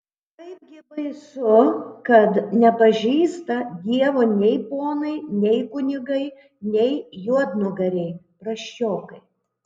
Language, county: Lithuanian, Panevėžys